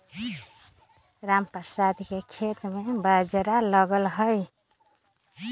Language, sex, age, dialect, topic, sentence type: Magahi, female, 36-40, Western, agriculture, statement